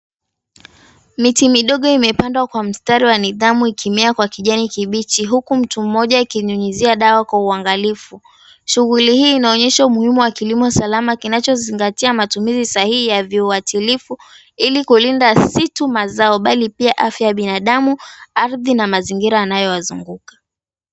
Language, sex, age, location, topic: Swahili, female, 18-24, Mombasa, health